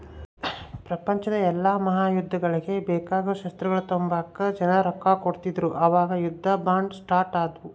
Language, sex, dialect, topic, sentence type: Kannada, male, Central, banking, statement